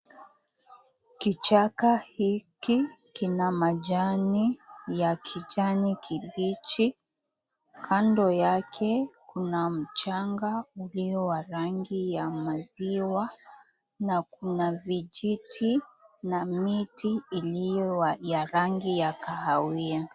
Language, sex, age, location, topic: Swahili, female, 18-24, Mombasa, agriculture